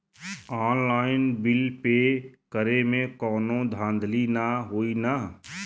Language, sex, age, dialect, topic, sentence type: Bhojpuri, male, 31-35, Western, banking, question